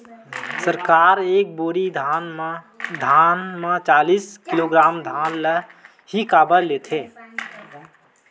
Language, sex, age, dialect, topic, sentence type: Chhattisgarhi, male, 25-30, Western/Budati/Khatahi, agriculture, question